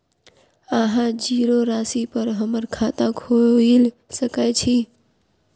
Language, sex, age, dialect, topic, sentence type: Maithili, female, 41-45, Southern/Standard, banking, question